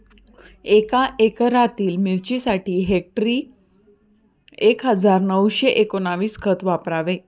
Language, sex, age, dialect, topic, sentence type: Marathi, female, 31-35, Northern Konkan, agriculture, question